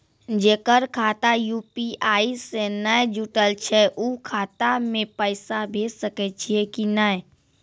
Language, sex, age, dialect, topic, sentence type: Maithili, female, 56-60, Angika, banking, question